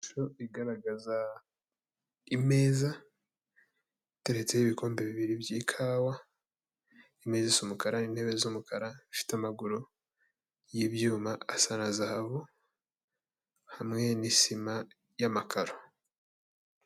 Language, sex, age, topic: Kinyarwanda, male, 18-24, finance